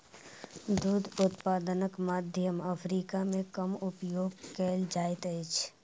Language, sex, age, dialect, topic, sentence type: Maithili, male, 36-40, Southern/Standard, agriculture, statement